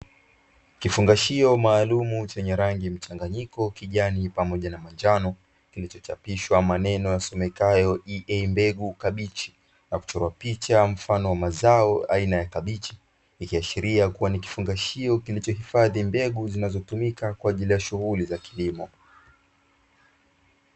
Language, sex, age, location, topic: Swahili, male, 25-35, Dar es Salaam, agriculture